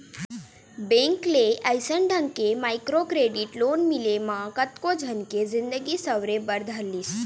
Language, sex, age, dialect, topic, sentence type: Chhattisgarhi, female, 41-45, Eastern, banking, statement